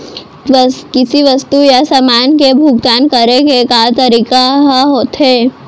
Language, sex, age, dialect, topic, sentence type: Chhattisgarhi, female, 36-40, Central, agriculture, question